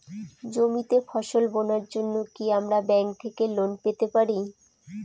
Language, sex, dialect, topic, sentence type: Bengali, female, Northern/Varendri, agriculture, question